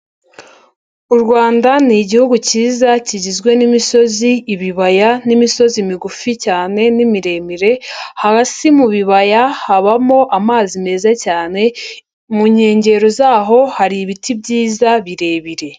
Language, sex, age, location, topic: Kinyarwanda, female, 50+, Nyagatare, agriculture